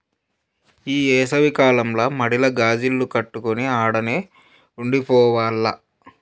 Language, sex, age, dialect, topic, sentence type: Telugu, male, 25-30, Southern, agriculture, statement